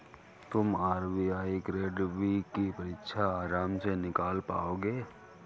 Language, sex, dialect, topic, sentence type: Hindi, male, Kanauji Braj Bhasha, banking, statement